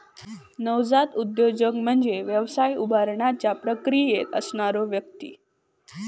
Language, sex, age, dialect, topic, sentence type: Marathi, female, 18-24, Southern Konkan, banking, statement